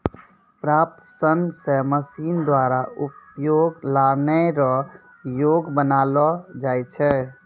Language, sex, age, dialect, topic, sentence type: Maithili, male, 18-24, Angika, agriculture, statement